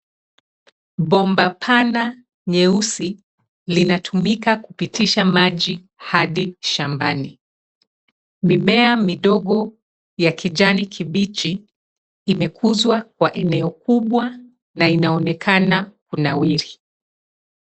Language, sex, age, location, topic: Swahili, female, 36-49, Nairobi, agriculture